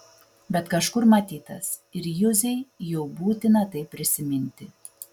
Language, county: Lithuanian, Vilnius